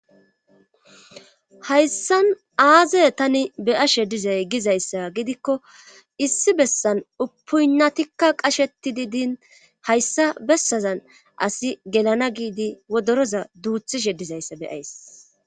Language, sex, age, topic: Gamo, male, 25-35, government